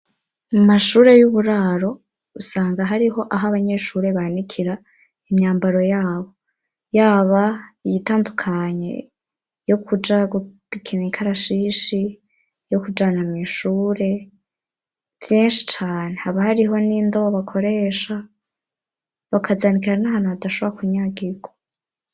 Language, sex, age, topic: Rundi, male, 18-24, education